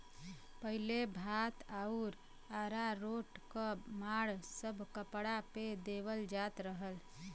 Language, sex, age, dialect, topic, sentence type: Bhojpuri, female, 25-30, Western, agriculture, statement